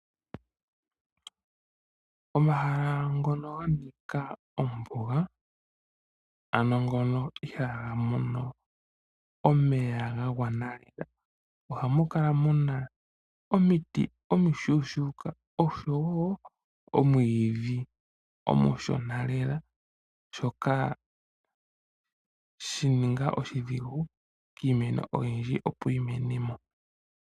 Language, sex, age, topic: Oshiwambo, male, 25-35, agriculture